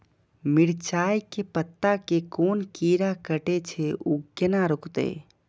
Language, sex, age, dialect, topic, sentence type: Maithili, male, 25-30, Eastern / Thethi, agriculture, question